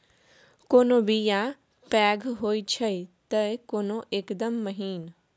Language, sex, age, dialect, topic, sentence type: Maithili, female, 18-24, Bajjika, agriculture, statement